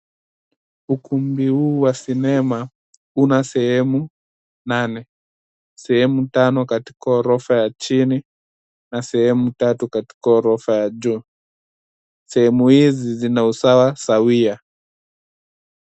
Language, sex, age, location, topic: Swahili, male, 18-24, Nairobi, education